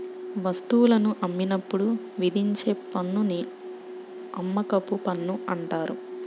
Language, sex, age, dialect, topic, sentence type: Telugu, male, 31-35, Central/Coastal, banking, statement